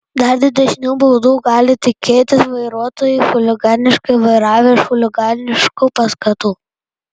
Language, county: Lithuanian, Panevėžys